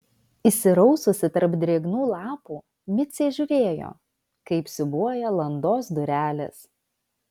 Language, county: Lithuanian, Vilnius